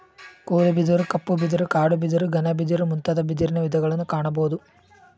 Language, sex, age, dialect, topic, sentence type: Kannada, male, 18-24, Mysore Kannada, agriculture, statement